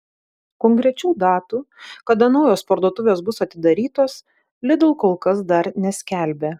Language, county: Lithuanian, Vilnius